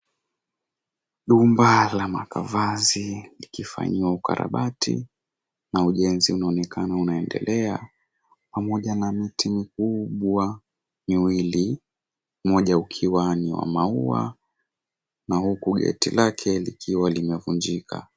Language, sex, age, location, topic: Swahili, male, 18-24, Mombasa, government